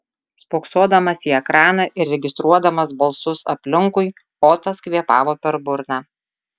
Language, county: Lithuanian, Tauragė